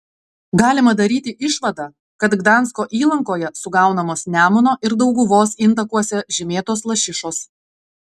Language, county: Lithuanian, Klaipėda